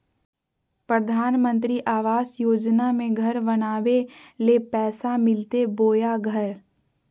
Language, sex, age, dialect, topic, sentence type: Magahi, female, 25-30, Southern, banking, question